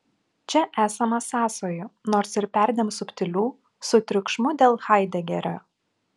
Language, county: Lithuanian, Klaipėda